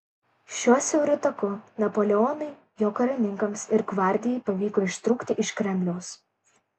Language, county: Lithuanian, Kaunas